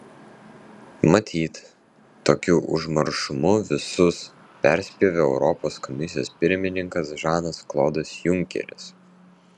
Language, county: Lithuanian, Vilnius